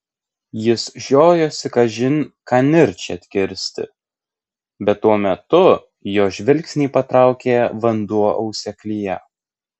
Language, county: Lithuanian, Kaunas